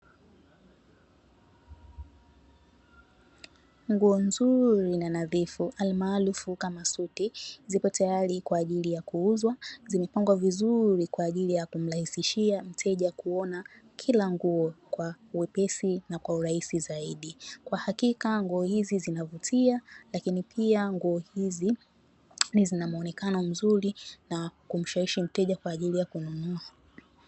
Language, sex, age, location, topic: Swahili, female, 18-24, Dar es Salaam, finance